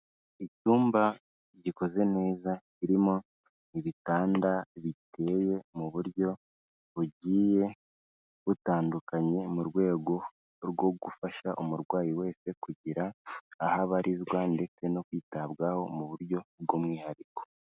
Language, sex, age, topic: Kinyarwanda, female, 18-24, health